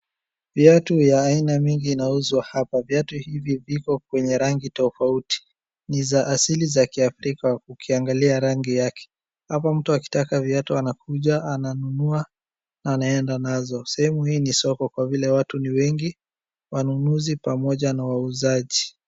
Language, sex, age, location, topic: Swahili, male, 36-49, Wajir, finance